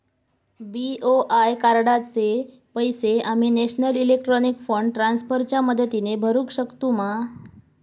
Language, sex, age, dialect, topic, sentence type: Marathi, male, 18-24, Southern Konkan, banking, question